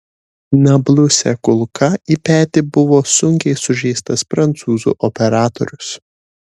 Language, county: Lithuanian, Šiauliai